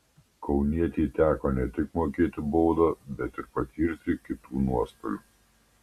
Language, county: Lithuanian, Panevėžys